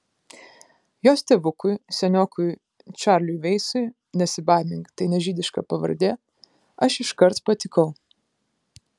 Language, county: Lithuanian, Kaunas